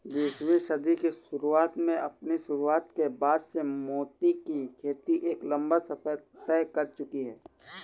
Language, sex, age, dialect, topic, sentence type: Hindi, male, 18-24, Awadhi Bundeli, agriculture, statement